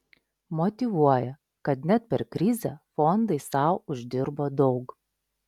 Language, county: Lithuanian, Klaipėda